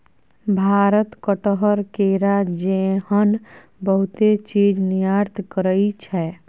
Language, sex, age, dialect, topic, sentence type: Maithili, female, 18-24, Bajjika, agriculture, statement